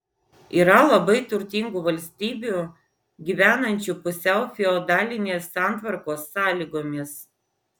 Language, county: Lithuanian, Vilnius